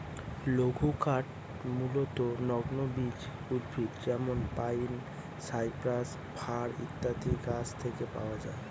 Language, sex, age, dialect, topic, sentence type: Bengali, male, 18-24, Northern/Varendri, agriculture, statement